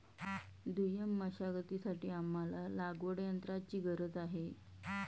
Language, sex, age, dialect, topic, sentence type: Marathi, female, 31-35, Standard Marathi, agriculture, statement